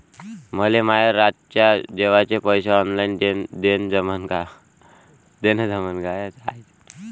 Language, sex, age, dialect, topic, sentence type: Marathi, male, 18-24, Varhadi, banking, question